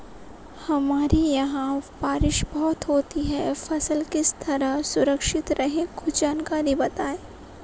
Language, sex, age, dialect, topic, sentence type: Hindi, female, 18-24, Marwari Dhudhari, agriculture, question